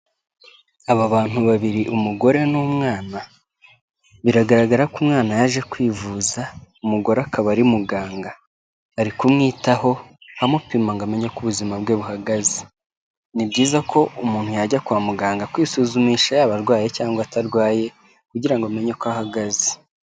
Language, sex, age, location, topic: Kinyarwanda, male, 18-24, Kigali, health